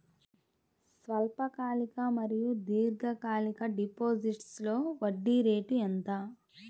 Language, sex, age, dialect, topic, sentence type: Telugu, female, 25-30, Central/Coastal, banking, question